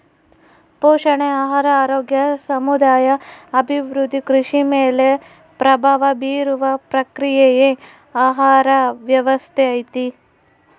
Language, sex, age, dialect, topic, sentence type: Kannada, female, 18-24, Central, agriculture, statement